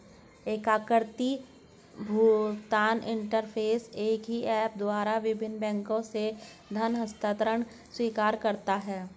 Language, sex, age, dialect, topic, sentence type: Hindi, male, 56-60, Hindustani Malvi Khadi Boli, banking, statement